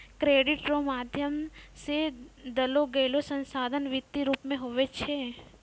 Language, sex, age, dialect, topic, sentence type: Maithili, female, 51-55, Angika, banking, statement